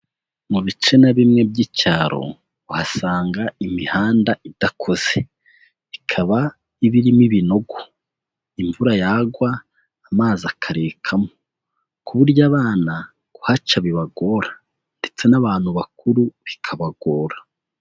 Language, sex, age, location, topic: Kinyarwanda, male, 18-24, Huye, education